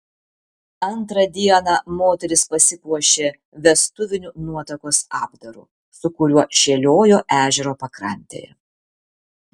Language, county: Lithuanian, Vilnius